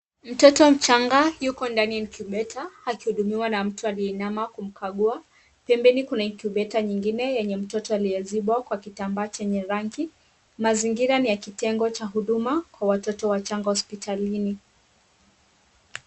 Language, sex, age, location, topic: Swahili, female, 18-24, Kisumu, health